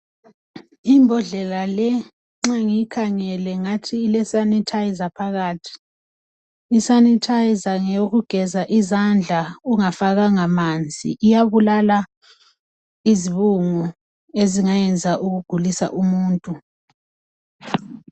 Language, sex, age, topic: North Ndebele, female, 25-35, health